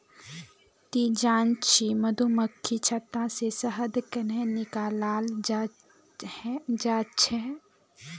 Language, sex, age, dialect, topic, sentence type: Magahi, female, 18-24, Northeastern/Surjapuri, agriculture, statement